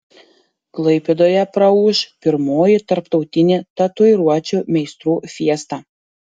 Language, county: Lithuanian, Panevėžys